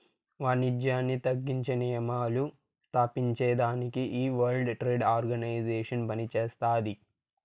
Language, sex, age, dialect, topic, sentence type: Telugu, male, 25-30, Southern, banking, statement